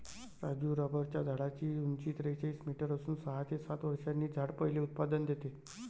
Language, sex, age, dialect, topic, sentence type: Marathi, male, 31-35, Varhadi, agriculture, statement